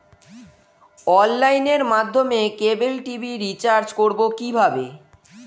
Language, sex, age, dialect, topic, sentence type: Bengali, female, 36-40, Standard Colloquial, banking, question